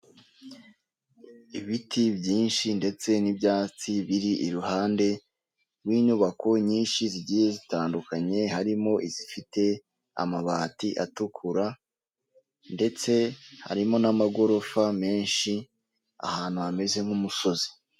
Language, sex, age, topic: Kinyarwanda, male, 25-35, government